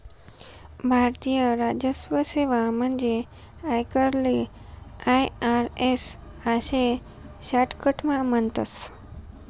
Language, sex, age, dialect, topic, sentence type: Marathi, female, 18-24, Northern Konkan, banking, statement